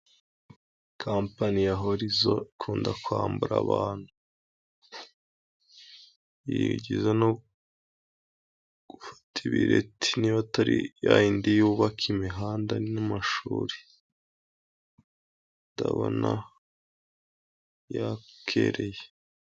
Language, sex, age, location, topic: Kinyarwanda, female, 18-24, Musanze, government